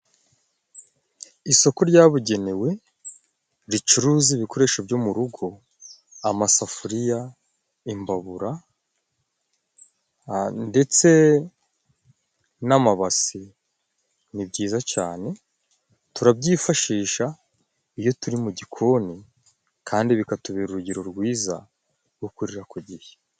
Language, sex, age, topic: Kinyarwanda, male, 25-35, finance